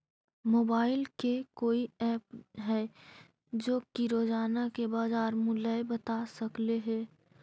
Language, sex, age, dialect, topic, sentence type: Magahi, female, 18-24, Central/Standard, agriculture, question